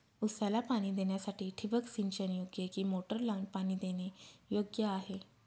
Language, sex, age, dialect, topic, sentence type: Marathi, female, 18-24, Northern Konkan, agriculture, question